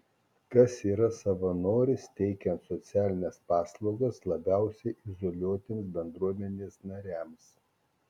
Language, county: Lithuanian, Kaunas